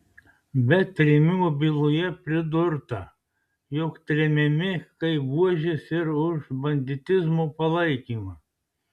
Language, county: Lithuanian, Klaipėda